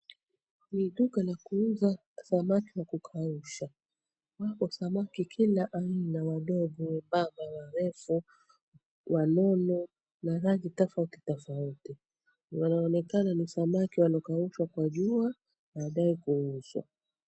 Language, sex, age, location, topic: Swahili, female, 36-49, Mombasa, agriculture